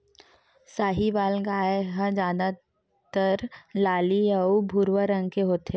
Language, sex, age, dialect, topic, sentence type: Chhattisgarhi, female, 18-24, Western/Budati/Khatahi, agriculture, statement